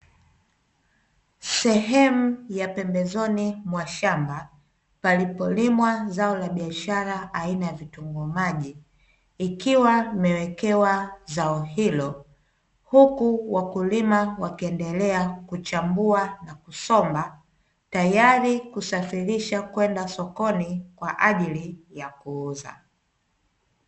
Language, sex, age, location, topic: Swahili, female, 25-35, Dar es Salaam, agriculture